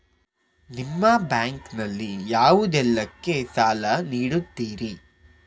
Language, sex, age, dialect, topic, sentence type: Kannada, male, 18-24, Coastal/Dakshin, banking, question